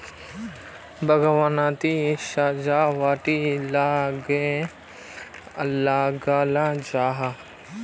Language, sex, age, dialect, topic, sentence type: Magahi, male, 18-24, Northeastern/Surjapuri, agriculture, statement